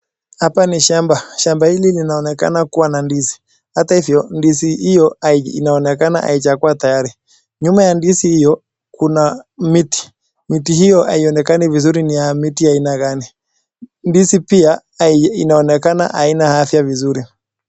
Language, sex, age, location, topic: Swahili, male, 18-24, Nakuru, agriculture